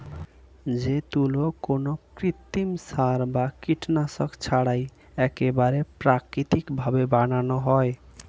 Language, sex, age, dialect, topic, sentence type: Bengali, male, 18-24, Standard Colloquial, agriculture, statement